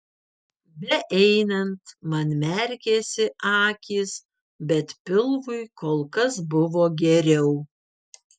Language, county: Lithuanian, Vilnius